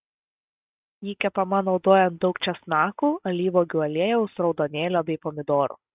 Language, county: Lithuanian, Vilnius